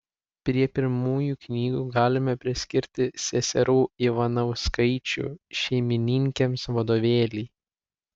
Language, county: Lithuanian, Klaipėda